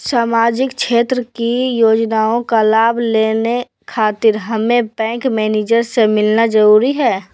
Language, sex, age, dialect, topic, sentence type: Magahi, female, 18-24, Southern, banking, question